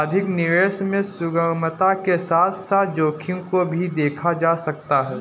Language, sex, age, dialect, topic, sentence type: Hindi, male, 18-24, Marwari Dhudhari, banking, statement